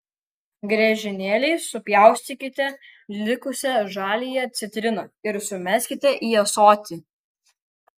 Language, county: Lithuanian, Kaunas